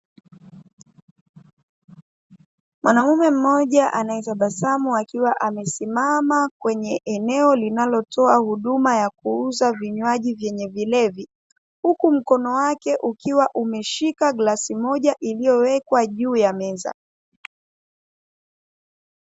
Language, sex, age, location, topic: Swahili, female, 25-35, Dar es Salaam, finance